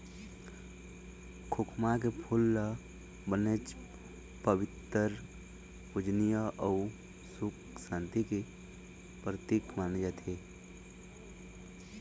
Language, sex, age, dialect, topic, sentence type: Chhattisgarhi, male, 25-30, Eastern, agriculture, statement